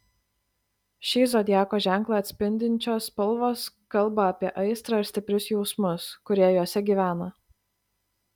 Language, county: Lithuanian, Klaipėda